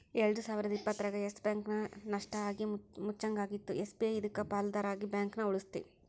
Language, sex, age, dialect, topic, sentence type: Kannada, female, 56-60, Central, banking, statement